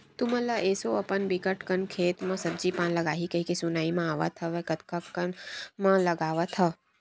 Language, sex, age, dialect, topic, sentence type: Chhattisgarhi, female, 60-100, Western/Budati/Khatahi, agriculture, statement